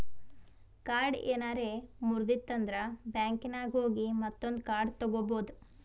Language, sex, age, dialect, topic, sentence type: Kannada, female, 18-24, Northeastern, banking, statement